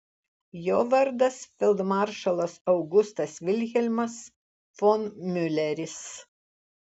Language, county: Lithuanian, Alytus